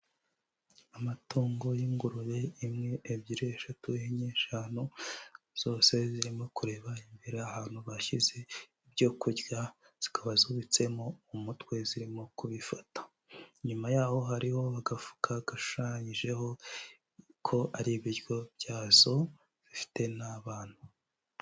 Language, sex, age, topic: Kinyarwanda, male, 18-24, agriculture